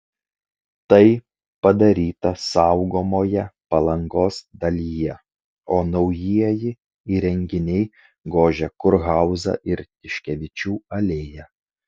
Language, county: Lithuanian, Kaunas